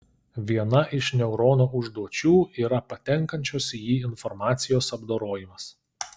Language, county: Lithuanian, Kaunas